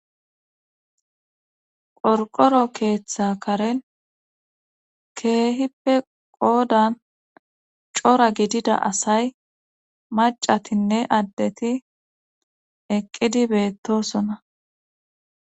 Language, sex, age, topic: Gamo, female, 25-35, government